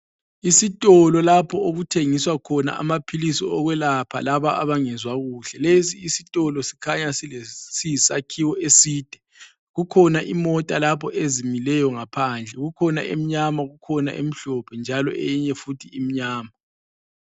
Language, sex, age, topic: North Ndebele, male, 25-35, health